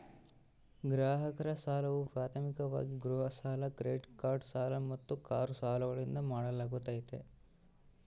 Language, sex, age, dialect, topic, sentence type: Kannada, male, 18-24, Central, banking, statement